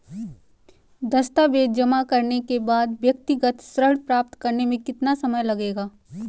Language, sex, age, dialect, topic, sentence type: Hindi, female, 18-24, Marwari Dhudhari, banking, question